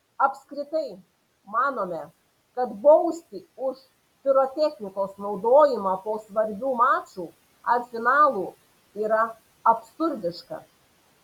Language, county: Lithuanian, Panevėžys